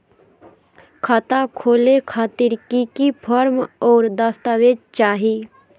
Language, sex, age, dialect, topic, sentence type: Magahi, female, 31-35, Southern, banking, question